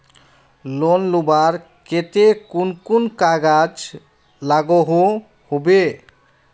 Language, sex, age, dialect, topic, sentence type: Magahi, male, 31-35, Northeastern/Surjapuri, banking, question